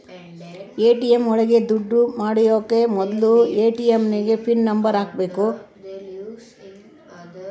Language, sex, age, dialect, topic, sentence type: Kannada, female, 18-24, Central, banking, statement